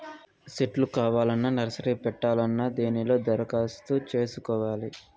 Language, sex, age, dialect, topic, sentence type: Telugu, male, 46-50, Southern, agriculture, statement